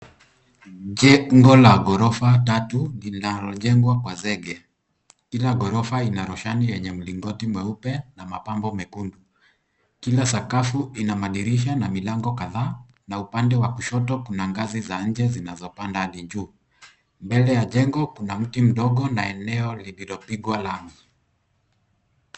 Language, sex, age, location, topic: Swahili, male, 18-24, Nairobi, education